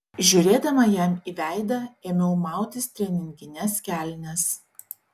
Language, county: Lithuanian, Šiauliai